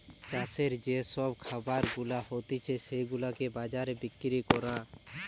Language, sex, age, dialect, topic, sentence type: Bengali, male, 18-24, Western, agriculture, statement